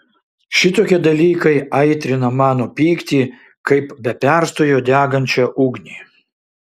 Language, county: Lithuanian, Šiauliai